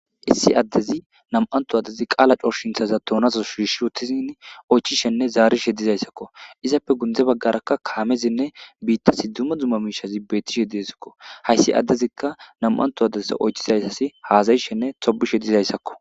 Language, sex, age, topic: Gamo, male, 25-35, government